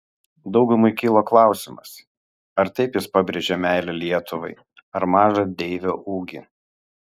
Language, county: Lithuanian, Kaunas